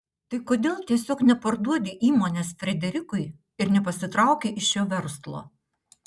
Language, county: Lithuanian, Utena